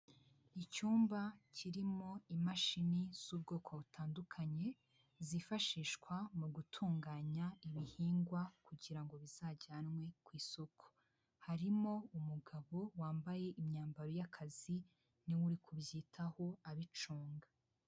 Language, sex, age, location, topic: Kinyarwanda, female, 18-24, Huye, health